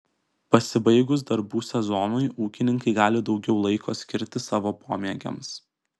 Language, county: Lithuanian, Kaunas